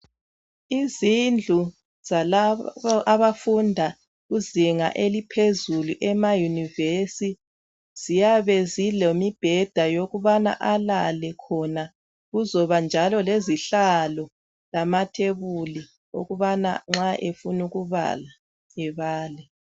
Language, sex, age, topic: North Ndebele, female, 36-49, education